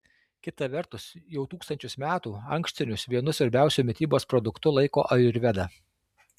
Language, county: Lithuanian, Alytus